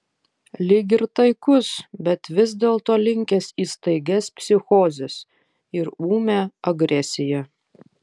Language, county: Lithuanian, Vilnius